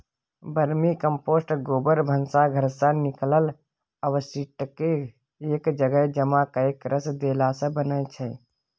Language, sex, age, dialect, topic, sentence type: Maithili, male, 31-35, Bajjika, agriculture, statement